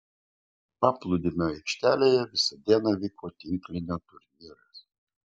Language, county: Lithuanian, Kaunas